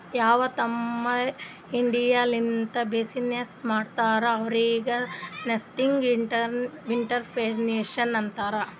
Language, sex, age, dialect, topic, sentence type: Kannada, female, 60-100, Northeastern, banking, statement